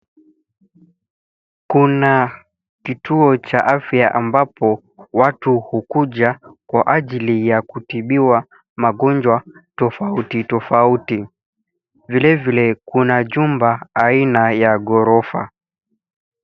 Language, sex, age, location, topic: Swahili, male, 25-35, Nairobi, health